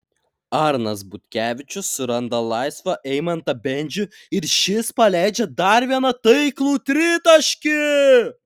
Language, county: Lithuanian, Klaipėda